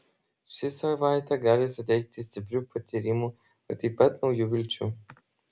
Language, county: Lithuanian, Vilnius